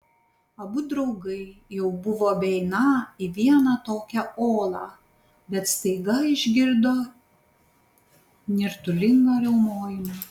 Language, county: Lithuanian, Panevėžys